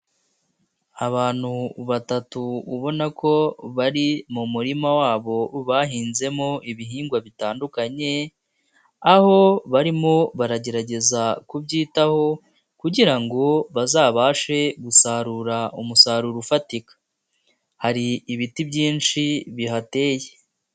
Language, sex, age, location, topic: Kinyarwanda, female, 25-35, Nyagatare, agriculture